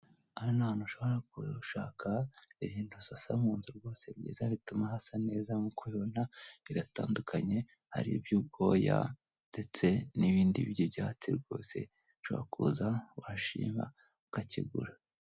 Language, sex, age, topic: Kinyarwanda, female, 18-24, finance